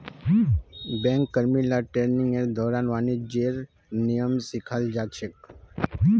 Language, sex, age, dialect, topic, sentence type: Magahi, male, 25-30, Northeastern/Surjapuri, banking, statement